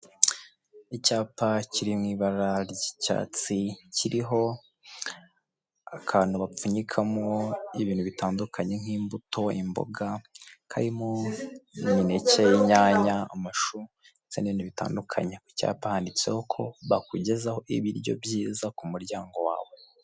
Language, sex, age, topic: Kinyarwanda, male, 18-24, finance